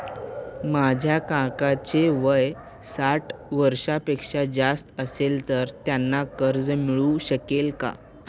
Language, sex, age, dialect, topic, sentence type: Marathi, male, 18-24, Standard Marathi, banking, statement